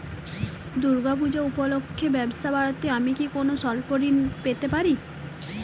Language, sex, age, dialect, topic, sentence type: Bengali, female, 18-24, Jharkhandi, banking, question